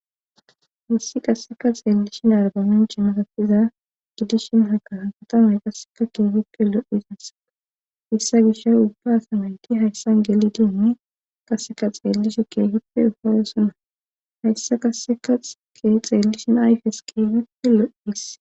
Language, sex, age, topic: Gamo, female, 18-24, government